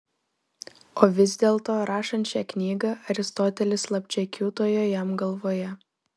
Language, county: Lithuanian, Vilnius